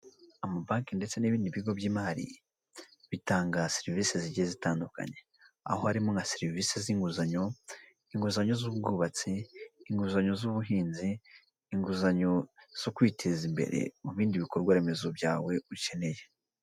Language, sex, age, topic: Kinyarwanda, female, 25-35, finance